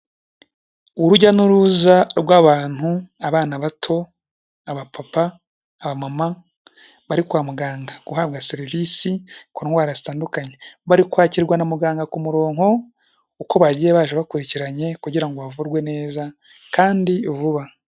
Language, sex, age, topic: Kinyarwanda, male, 18-24, health